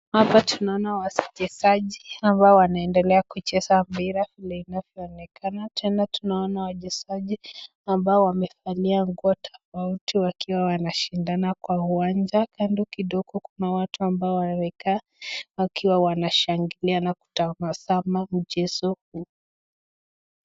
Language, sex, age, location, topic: Swahili, female, 25-35, Nakuru, government